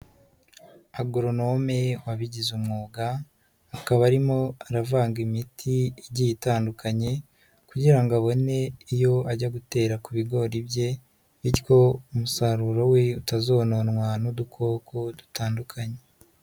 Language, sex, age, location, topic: Kinyarwanda, male, 50+, Nyagatare, agriculture